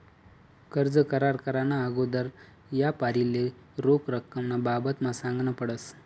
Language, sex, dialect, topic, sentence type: Marathi, male, Northern Konkan, banking, statement